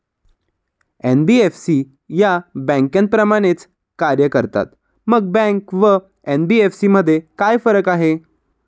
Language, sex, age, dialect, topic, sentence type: Marathi, male, 25-30, Standard Marathi, banking, question